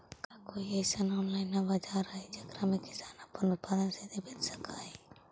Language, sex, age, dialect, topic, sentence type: Magahi, female, 18-24, Central/Standard, agriculture, statement